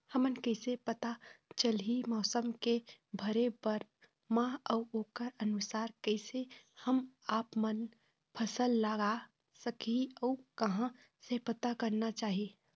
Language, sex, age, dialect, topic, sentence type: Chhattisgarhi, female, 25-30, Eastern, agriculture, question